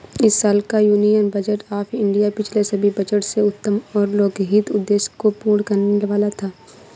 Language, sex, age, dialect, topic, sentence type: Hindi, female, 25-30, Marwari Dhudhari, banking, statement